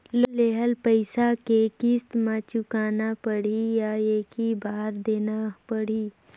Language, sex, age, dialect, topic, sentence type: Chhattisgarhi, female, 56-60, Northern/Bhandar, banking, question